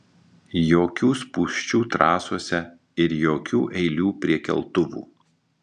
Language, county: Lithuanian, Marijampolė